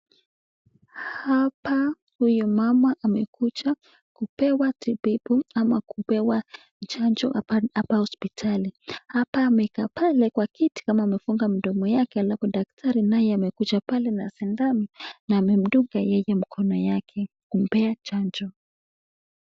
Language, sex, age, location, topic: Swahili, female, 18-24, Nakuru, government